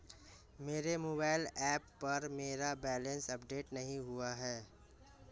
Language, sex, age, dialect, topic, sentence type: Hindi, male, 25-30, Marwari Dhudhari, banking, statement